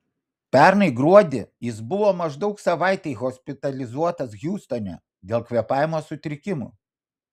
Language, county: Lithuanian, Vilnius